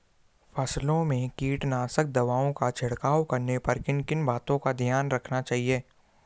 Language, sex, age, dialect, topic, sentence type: Hindi, male, 18-24, Garhwali, agriculture, question